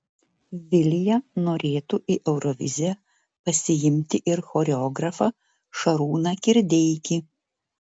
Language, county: Lithuanian, Vilnius